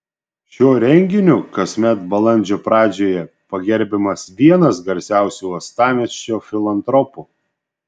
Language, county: Lithuanian, Šiauliai